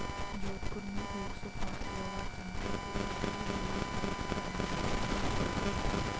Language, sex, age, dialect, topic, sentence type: Hindi, female, 60-100, Marwari Dhudhari, agriculture, statement